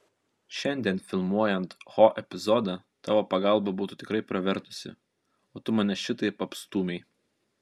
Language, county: Lithuanian, Kaunas